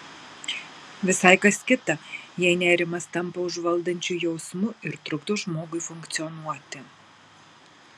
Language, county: Lithuanian, Marijampolė